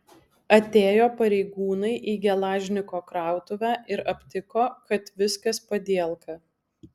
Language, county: Lithuanian, Alytus